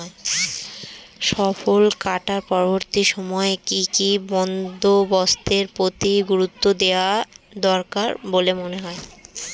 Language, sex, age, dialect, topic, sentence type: Bengali, female, 36-40, Standard Colloquial, agriculture, statement